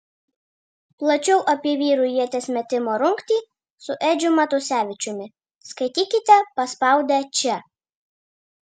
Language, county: Lithuanian, Vilnius